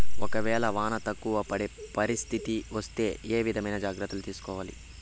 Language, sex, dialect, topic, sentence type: Telugu, male, Southern, agriculture, question